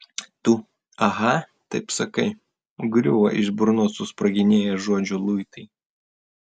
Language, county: Lithuanian, Vilnius